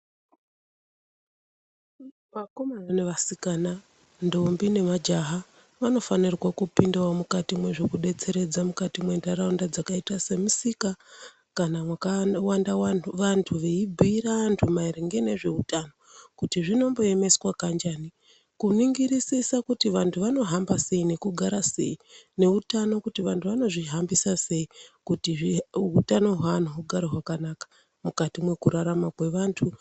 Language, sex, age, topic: Ndau, female, 36-49, health